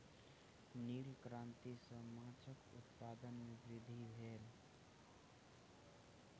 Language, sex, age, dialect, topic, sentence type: Maithili, male, 18-24, Southern/Standard, agriculture, statement